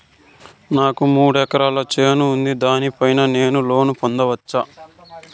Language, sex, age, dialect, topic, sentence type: Telugu, male, 51-55, Southern, banking, question